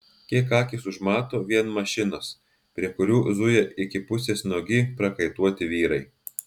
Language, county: Lithuanian, Telšiai